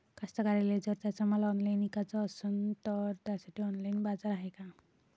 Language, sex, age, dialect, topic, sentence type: Marathi, female, 25-30, Varhadi, agriculture, statement